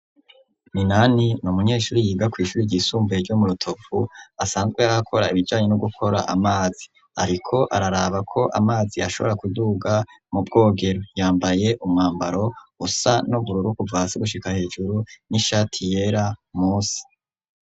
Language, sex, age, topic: Rundi, male, 25-35, education